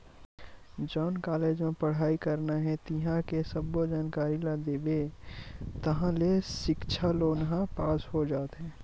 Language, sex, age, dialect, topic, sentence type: Chhattisgarhi, male, 25-30, Western/Budati/Khatahi, banking, statement